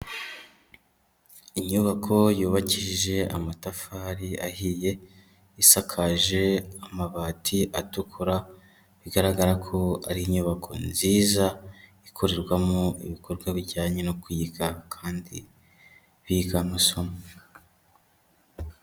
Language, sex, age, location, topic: Kinyarwanda, male, 18-24, Kigali, education